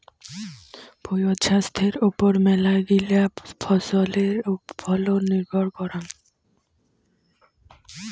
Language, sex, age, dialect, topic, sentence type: Bengali, female, <18, Rajbangshi, agriculture, statement